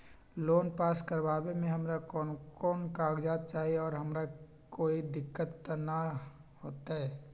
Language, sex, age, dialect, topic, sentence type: Magahi, male, 25-30, Western, banking, question